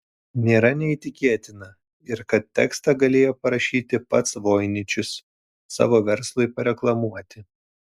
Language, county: Lithuanian, Telšiai